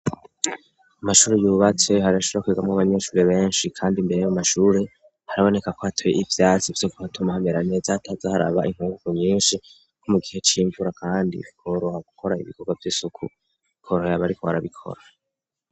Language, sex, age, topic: Rundi, male, 36-49, education